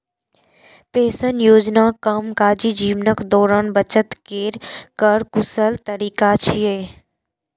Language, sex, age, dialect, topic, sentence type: Maithili, female, 18-24, Eastern / Thethi, banking, statement